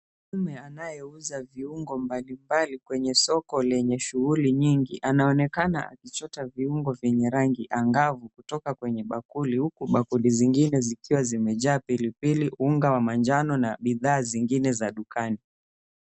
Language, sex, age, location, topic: Swahili, male, 25-35, Mombasa, agriculture